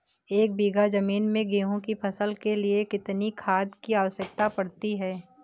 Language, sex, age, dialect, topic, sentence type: Hindi, female, 18-24, Awadhi Bundeli, agriculture, question